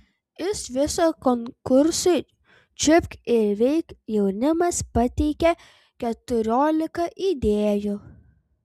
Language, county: Lithuanian, Vilnius